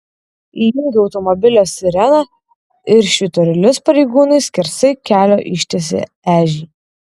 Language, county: Lithuanian, Kaunas